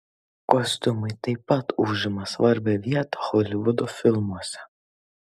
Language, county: Lithuanian, Kaunas